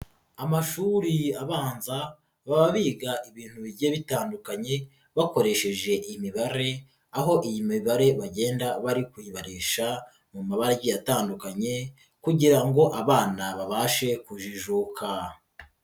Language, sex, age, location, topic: Kinyarwanda, female, 36-49, Nyagatare, education